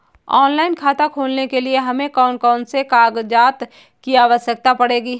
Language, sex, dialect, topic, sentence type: Hindi, female, Kanauji Braj Bhasha, banking, question